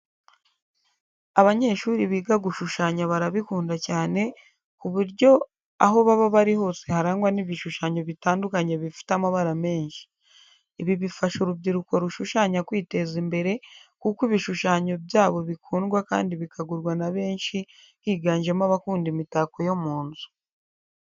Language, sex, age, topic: Kinyarwanda, female, 25-35, education